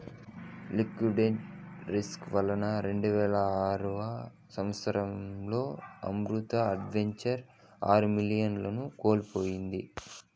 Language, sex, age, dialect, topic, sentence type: Telugu, male, 18-24, Southern, banking, statement